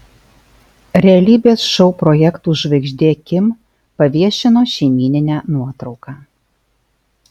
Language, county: Lithuanian, Alytus